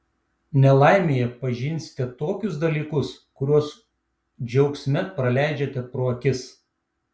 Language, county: Lithuanian, Šiauliai